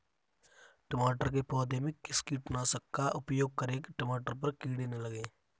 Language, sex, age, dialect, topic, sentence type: Hindi, male, 25-30, Kanauji Braj Bhasha, agriculture, question